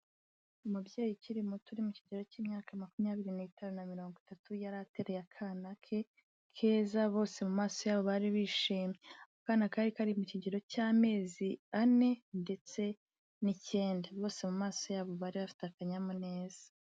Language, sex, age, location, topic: Kinyarwanda, female, 18-24, Kigali, health